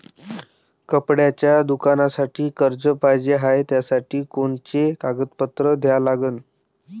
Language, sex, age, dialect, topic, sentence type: Marathi, male, 18-24, Varhadi, banking, question